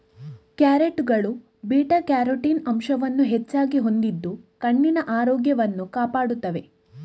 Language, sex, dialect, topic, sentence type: Kannada, female, Coastal/Dakshin, agriculture, statement